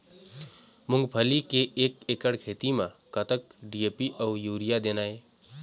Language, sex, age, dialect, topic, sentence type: Chhattisgarhi, male, 18-24, Eastern, agriculture, question